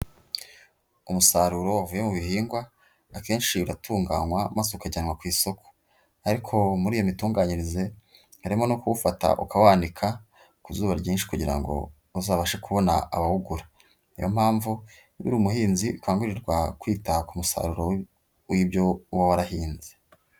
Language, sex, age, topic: Kinyarwanda, female, 25-35, agriculture